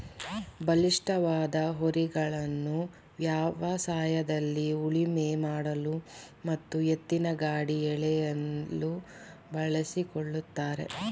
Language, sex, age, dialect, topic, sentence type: Kannada, female, 36-40, Mysore Kannada, agriculture, statement